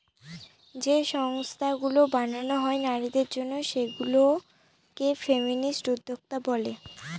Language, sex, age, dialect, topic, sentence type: Bengali, female, 25-30, Northern/Varendri, banking, statement